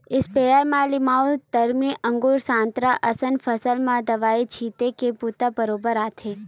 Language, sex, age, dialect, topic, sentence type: Chhattisgarhi, female, 18-24, Western/Budati/Khatahi, agriculture, statement